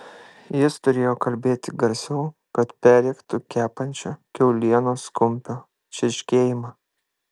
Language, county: Lithuanian, Kaunas